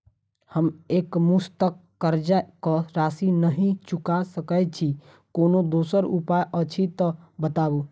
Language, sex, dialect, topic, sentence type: Maithili, female, Southern/Standard, banking, question